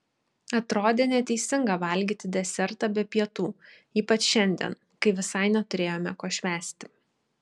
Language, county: Lithuanian, Šiauliai